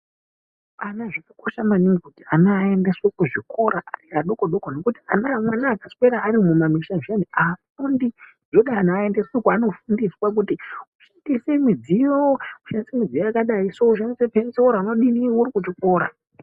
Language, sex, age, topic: Ndau, male, 18-24, education